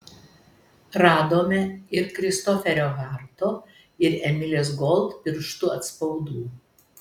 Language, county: Lithuanian, Telšiai